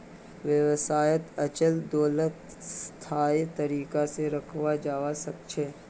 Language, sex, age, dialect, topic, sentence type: Magahi, male, 18-24, Northeastern/Surjapuri, banking, statement